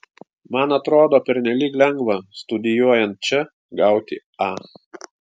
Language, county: Lithuanian, Klaipėda